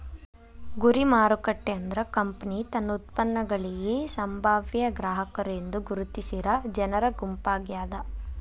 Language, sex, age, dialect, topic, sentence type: Kannada, female, 18-24, Dharwad Kannada, banking, statement